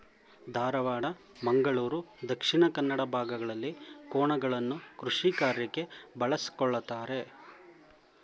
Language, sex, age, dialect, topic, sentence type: Kannada, male, 25-30, Mysore Kannada, agriculture, statement